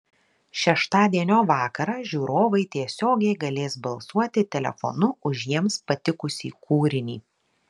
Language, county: Lithuanian, Marijampolė